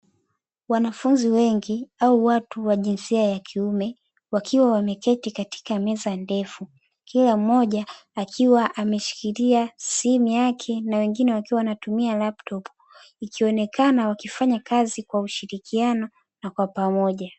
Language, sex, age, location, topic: Swahili, female, 25-35, Dar es Salaam, education